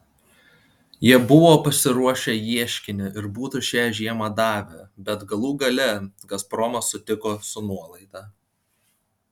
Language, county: Lithuanian, Panevėžys